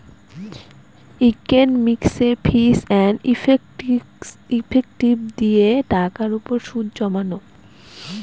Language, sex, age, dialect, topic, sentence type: Bengali, female, 18-24, Northern/Varendri, banking, statement